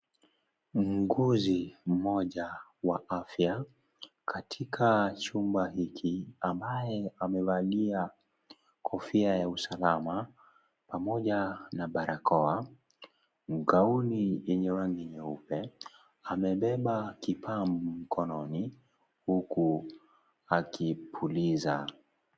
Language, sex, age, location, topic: Swahili, male, 18-24, Kisii, health